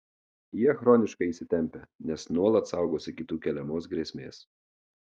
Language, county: Lithuanian, Marijampolė